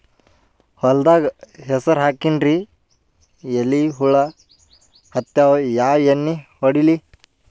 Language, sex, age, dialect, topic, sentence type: Kannada, male, 18-24, Northeastern, agriculture, question